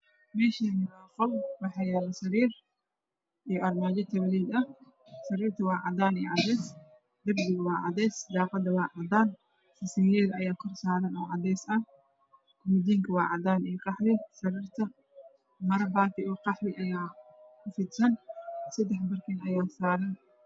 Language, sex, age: Somali, female, 25-35